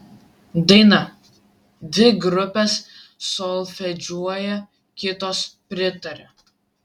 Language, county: Lithuanian, Vilnius